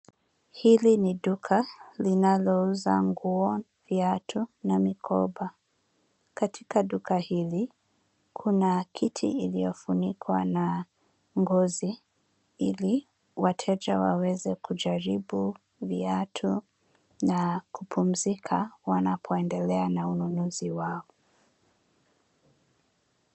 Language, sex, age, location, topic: Swahili, female, 25-35, Nairobi, finance